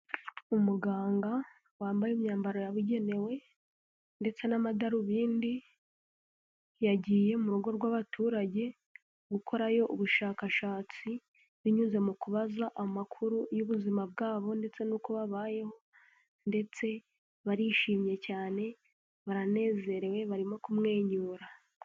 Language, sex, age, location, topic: Kinyarwanda, female, 18-24, Huye, health